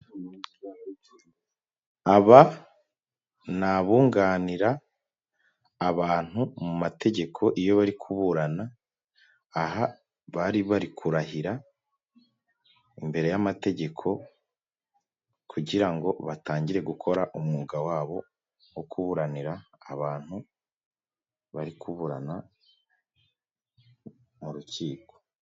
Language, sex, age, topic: Kinyarwanda, male, 25-35, government